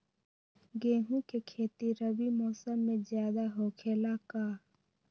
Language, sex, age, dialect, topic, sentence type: Magahi, female, 18-24, Western, agriculture, question